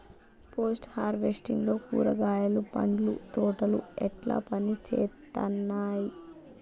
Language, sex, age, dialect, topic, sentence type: Telugu, female, 25-30, Telangana, agriculture, question